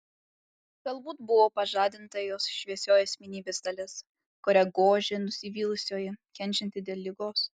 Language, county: Lithuanian, Alytus